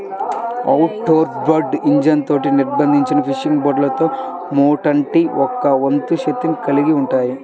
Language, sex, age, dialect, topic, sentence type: Telugu, male, 18-24, Central/Coastal, agriculture, statement